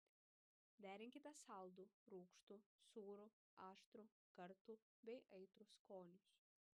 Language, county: Lithuanian, Panevėžys